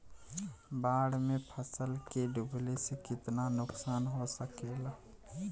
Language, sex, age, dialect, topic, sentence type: Bhojpuri, male, 18-24, Western, agriculture, question